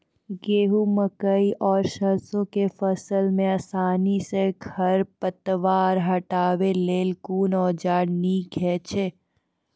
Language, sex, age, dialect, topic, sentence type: Maithili, female, 41-45, Angika, agriculture, question